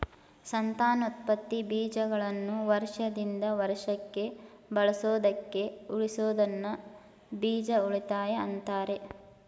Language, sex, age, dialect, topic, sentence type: Kannada, female, 18-24, Mysore Kannada, agriculture, statement